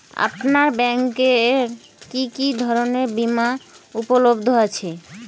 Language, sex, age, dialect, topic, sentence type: Bengali, female, 25-30, Western, banking, question